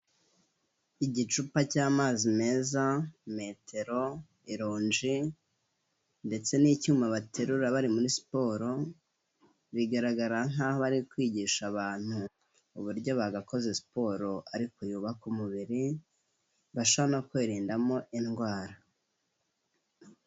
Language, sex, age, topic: Kinyarwanda, male, 18-24, health